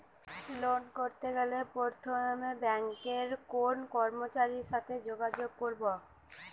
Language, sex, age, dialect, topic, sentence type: Bengali, female, 18-24, Western, banking, question